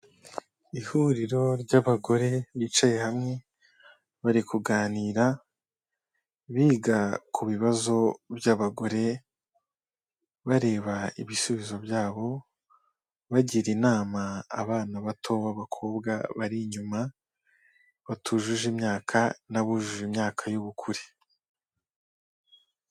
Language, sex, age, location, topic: Kinyarwanda, male, 18-24, Kigali, health